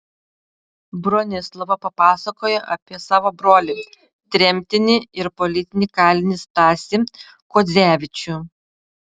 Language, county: Lithuanian, Utena